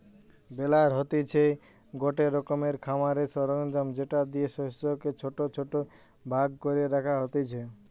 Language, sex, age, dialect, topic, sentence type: Bengali, male, 18-24, Western, agriculture, statement